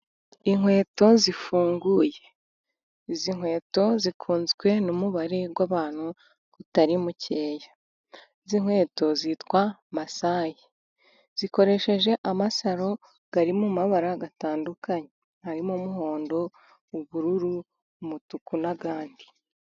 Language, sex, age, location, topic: Kinyarwanda, female, 18-24, Musanze, finance